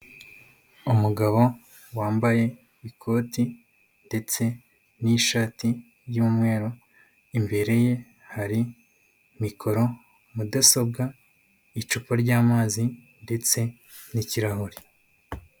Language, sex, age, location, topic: Kinyarwanda, male, 18-24, Huye, government